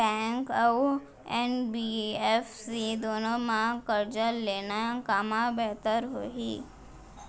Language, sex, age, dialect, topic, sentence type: Chhattisgarhi, female, 18-24, Central, banking, question